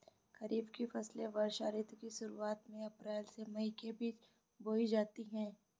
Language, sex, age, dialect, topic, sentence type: Hindi, female, 25-30, Awadhi Bundeli, agriculture, statement